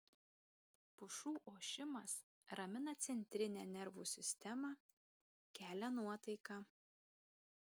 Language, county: Lithuanian, Kaunas